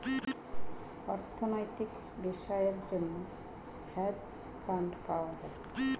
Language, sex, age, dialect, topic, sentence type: Bengali, female, 41-45, Standard Colloquial, banking, statement